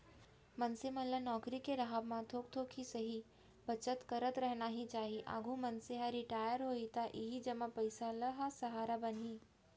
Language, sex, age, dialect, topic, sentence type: Chhattisgarhi, female, 31-35, Central, banking, statement